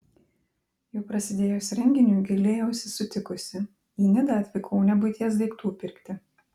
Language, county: Lithuanian, Klaipėda